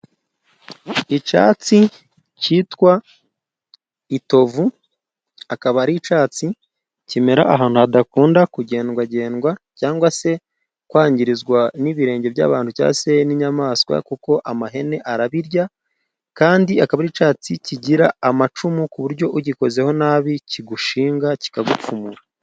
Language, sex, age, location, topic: Kinyarwanda, male, 25-35, Musanze, health